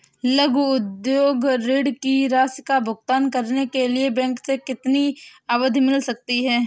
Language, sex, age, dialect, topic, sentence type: Hindi, male, 25-30, Kanauji Braj Bhasha, banking, question